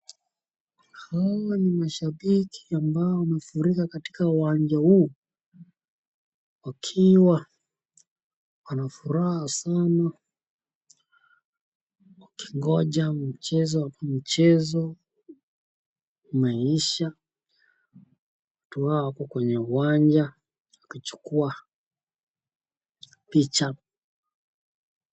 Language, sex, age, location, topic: Swahili, male, 25-35, Nakuru, government